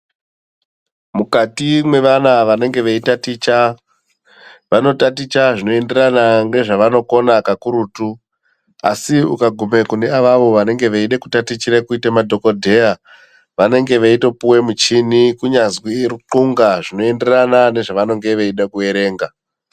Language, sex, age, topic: Ndau, female, 18-24, education